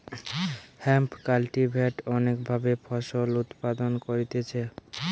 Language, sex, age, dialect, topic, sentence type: Bengali, male, <18, Western, agriculture, statement